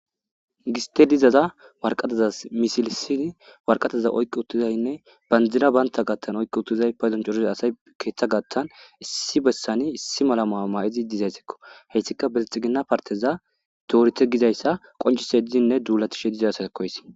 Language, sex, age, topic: Gamo, male, 18-24, government